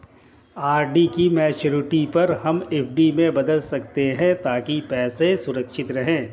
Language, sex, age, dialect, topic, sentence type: Hindi, male, 36-40, Hindustani Malvi Khadi Boli, banking, statement